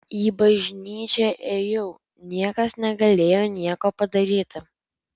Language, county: Lithuanian, Vilnius